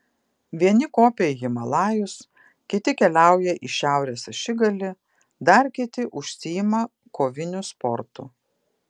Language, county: Lithuanian, Vilnius